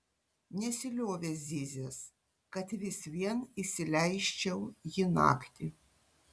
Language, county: Lithuanian, Panevėžys